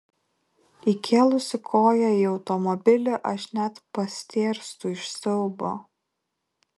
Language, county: Lithuanian, Kaunas